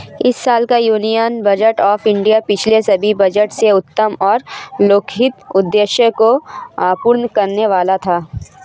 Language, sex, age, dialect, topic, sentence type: Hindi, female, 25-30, Marwari Dhudhari, banking, statement